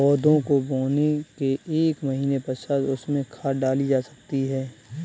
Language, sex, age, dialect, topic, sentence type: Hindi, male, 31-35, Kanauji Braj Bhasha, agriculture, statement